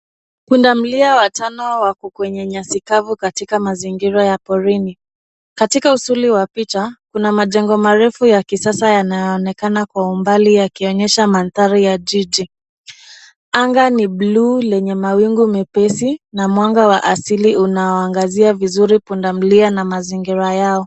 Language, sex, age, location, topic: Swahili, female, 25-35, Nairobi, government